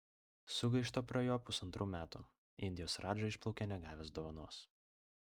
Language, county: Lithuanian, Vilnius